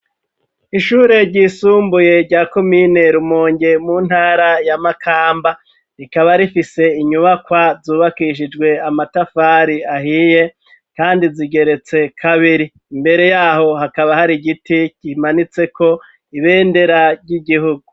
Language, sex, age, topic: Rundi, male, 36-49, education